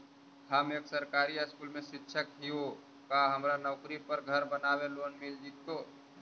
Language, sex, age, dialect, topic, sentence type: Magahi, male, 18-24, Central/Standard, banking, question